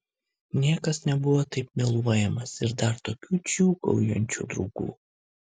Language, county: Lithuanian, Kaunas